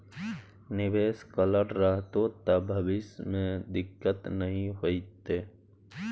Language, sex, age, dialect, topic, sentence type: Maithili, male, 18-24, Bajjika, banking, statement